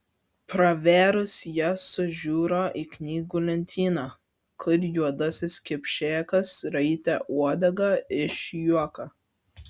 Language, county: Lithuanian, Vilnius